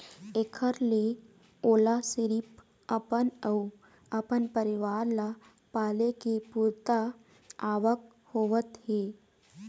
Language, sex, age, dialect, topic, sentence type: Chhattisgarhi, female, 18-24, Eastern, agriculture, statement